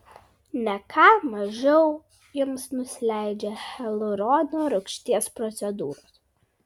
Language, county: Lithuanian, Kaunas